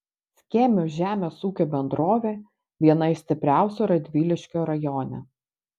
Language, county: Lithuanian, Panevėžys